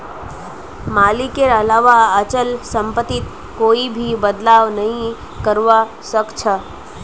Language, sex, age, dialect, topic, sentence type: Magahi, female, 18-24, Northeastern/Surjapuri, banking, statement